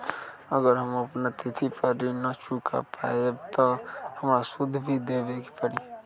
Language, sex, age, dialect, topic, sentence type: Magahi, male, 36-40, Western, banking, question